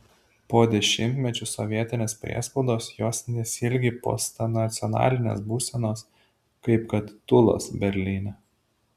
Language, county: Lithuanian, Šiauliai